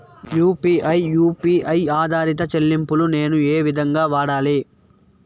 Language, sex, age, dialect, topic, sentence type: Telugu, male, 18-24, Southern, banking, question